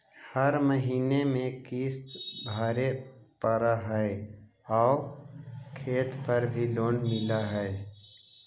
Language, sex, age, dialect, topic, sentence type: Magahi, male, 60-100, Central/Standard, banking, question